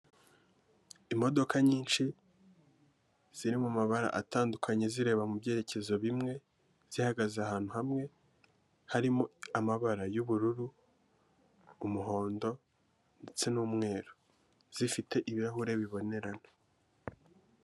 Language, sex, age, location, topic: Kinyarwanda, male, 18-24, Kigali, government